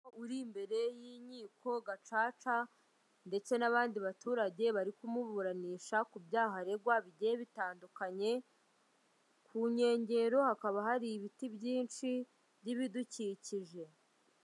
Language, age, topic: Kinyarwanda, 25-35, government